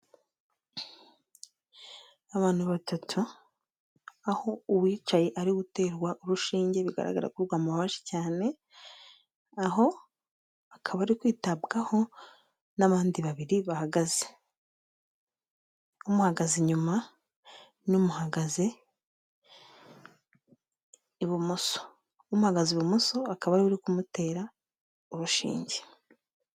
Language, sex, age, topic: Kinyarwanda, female, 25-35, health